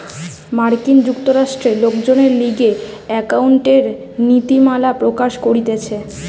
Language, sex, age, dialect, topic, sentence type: Bengali, female, 18-24, Western, banking, statement